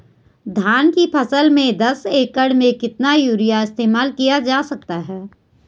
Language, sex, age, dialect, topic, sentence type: Hindi, female, 41-45, Garhwali, agriculture, question